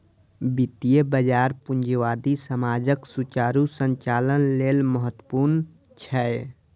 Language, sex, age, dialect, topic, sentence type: Maithili, male, 18-24, Eastern / Thethi, banking, statement